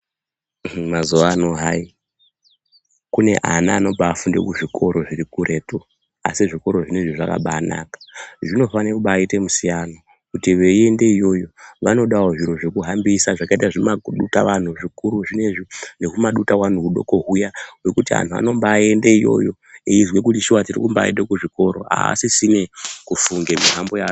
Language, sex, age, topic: Ndau, male, 25-35, education